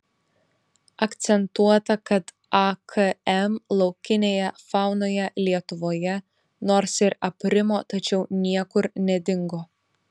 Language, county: Lithuanian, Šiauliai